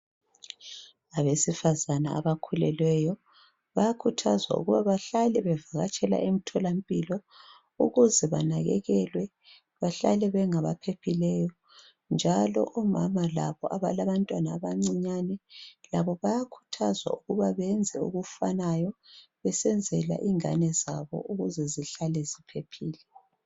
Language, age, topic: North Ndebele, 36-49, health